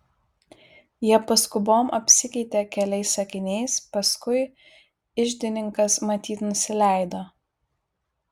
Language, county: Lithuanian, Vilnius